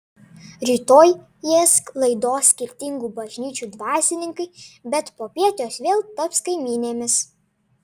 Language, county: Lithuanian, Panevėžys